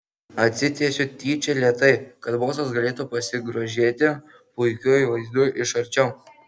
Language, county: Lithuanian, Kaunas